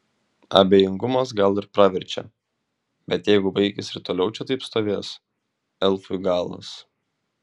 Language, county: Lithuanian, Šiauliai